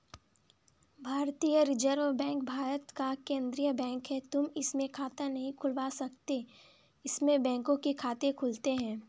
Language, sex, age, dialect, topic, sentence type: Hindi, female, 18-24, Kanauji Braj Bhasha, banking, statement